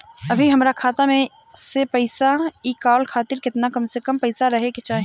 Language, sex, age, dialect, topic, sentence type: Bhojpuri, female, 25-30, Southern / Standard, banking, question